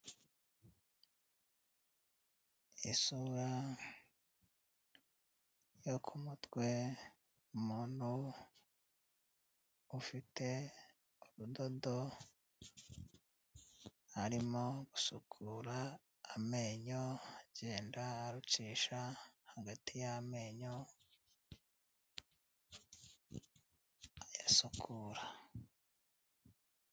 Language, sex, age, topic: Kinyarwanda, male, 36-49, health